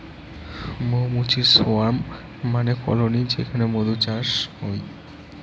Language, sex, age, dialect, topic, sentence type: Bengali, male, 18-24, Rajbangshi, agriculture, statement